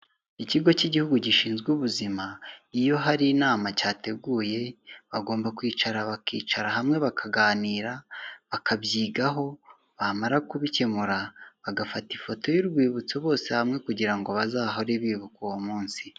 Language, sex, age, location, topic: Kinyarwanda, male, 18-24, Huye, health